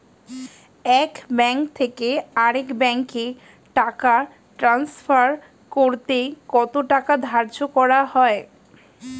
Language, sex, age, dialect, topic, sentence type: Bengali, female, 25-30, Standard Colloquial, banking, question